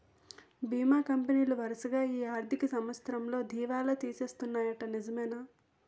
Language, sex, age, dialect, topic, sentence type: Telugu, female, 18-24, Utterandhra, banking, statement